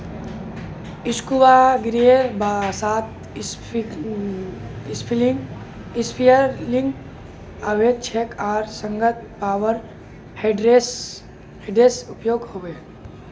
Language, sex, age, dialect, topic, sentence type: Magahi, male, 18-24, Northeastern/Surjapuri, agriculture, statement